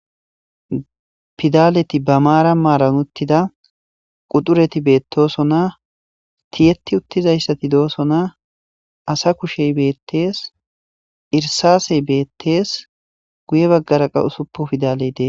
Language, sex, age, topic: Gamo, male, 25-35, government